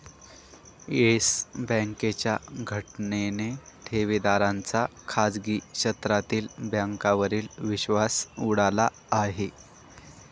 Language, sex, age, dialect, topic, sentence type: Marathi, male, 18-24, Northern Konkan, banking, statement